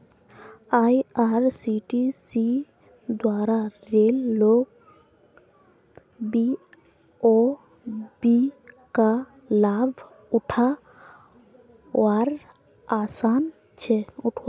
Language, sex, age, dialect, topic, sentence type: Magahi, female, 18-24, Northeastern/Surjapuri, banking, statement